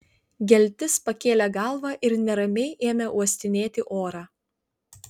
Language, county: Lithuanian, Vilnius